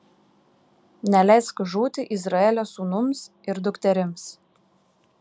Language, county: Lithuanian, Klaipėda